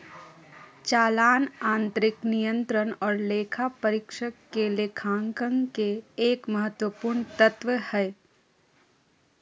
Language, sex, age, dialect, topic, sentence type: Magahi, female, 18-24, Southern, banking, statement